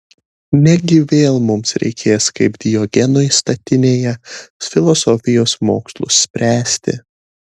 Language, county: Lithuanian, Šiauliai